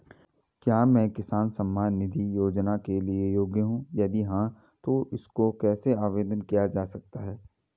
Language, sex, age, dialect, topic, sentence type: Hindi, male, 41-45, Garhwali, banking, question